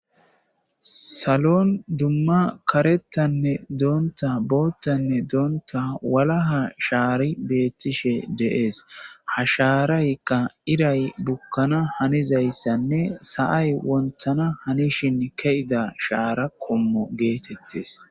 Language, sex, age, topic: Gamo, male, 18-24, government